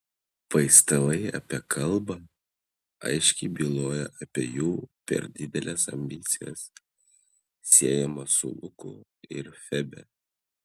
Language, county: Lithuanian, Klaipėda